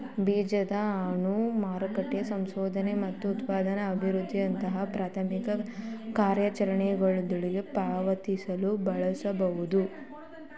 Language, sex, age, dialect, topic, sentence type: Kannada, female, 18-24, Mysore Kannada, banking, statement